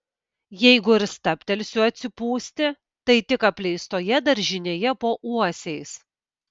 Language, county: Lithuanian, Kaunas